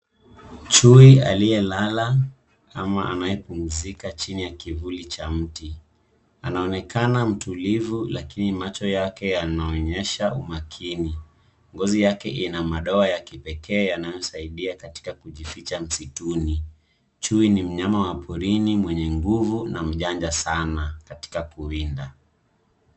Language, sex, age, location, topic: Swahili, male, 18-24, Nairobi, government